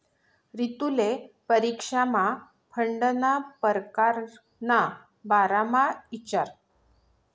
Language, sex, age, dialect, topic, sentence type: Marathi, female, 41-45, Northern Konkan, banking, statement